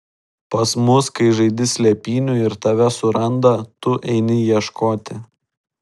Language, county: Lithuanian, Šiauliai